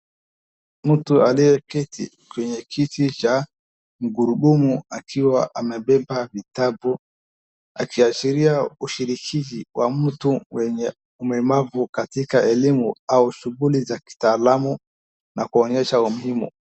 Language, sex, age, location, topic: Swahili, male, 18-24, Wajir, education